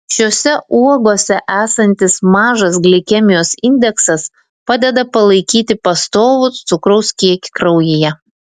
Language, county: Lithuanian, Vilnius